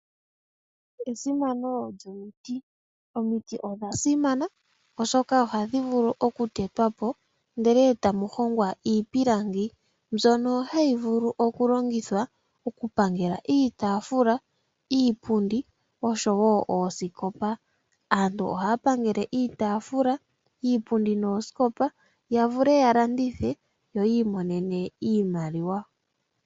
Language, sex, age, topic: Oshiwambo, male, 25-35, finance